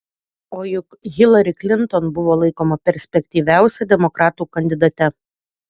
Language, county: Lithuanian, Utena